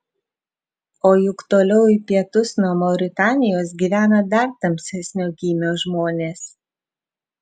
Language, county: Lithuanian, Vilnius